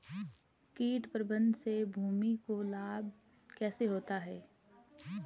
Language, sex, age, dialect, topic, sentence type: Hindi, female, 18-24, Marwari Dhudhari, agriculture, question